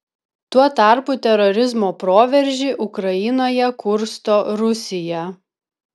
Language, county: Lithuanian, Vilnius